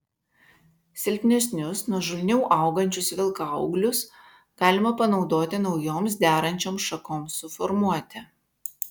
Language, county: Lithuanian, Vilnius